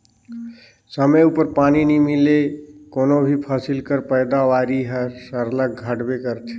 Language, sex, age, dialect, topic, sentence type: Chhattisgarhi, male, 31-35, Northern/Bhandar, agriculture, statement